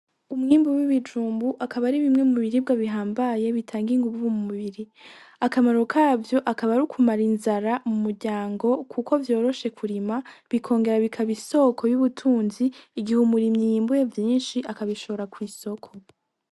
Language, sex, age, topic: Rundi, female, 18-24, agriculture